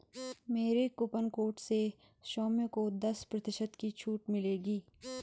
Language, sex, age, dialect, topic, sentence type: Hindi, female, 18-24, Garhwali, banking, statement